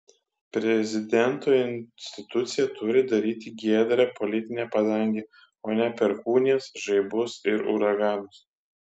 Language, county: Lithuanian, Kaunas